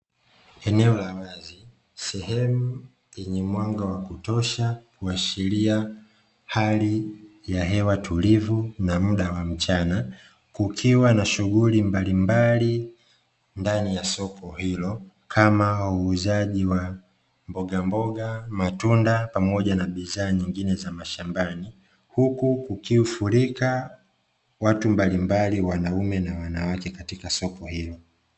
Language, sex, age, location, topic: Swahili, male, 25-35, Dar es Salaam, finance